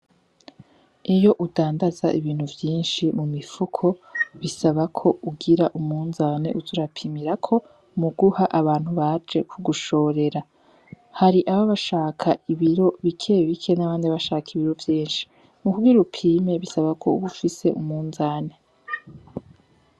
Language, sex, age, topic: Rundi, female, 18-24, agriculture